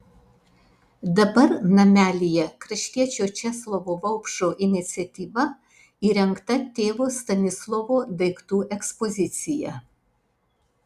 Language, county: Lithuanian, Alytus